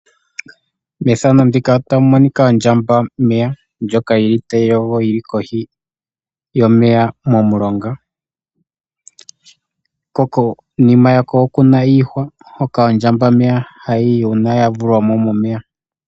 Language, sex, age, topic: Oshiwambo, male, 18-24, agriculture